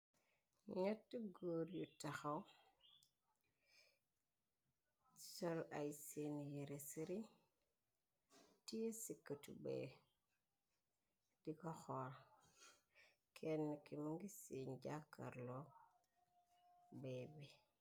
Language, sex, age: Wolof, female, 25-35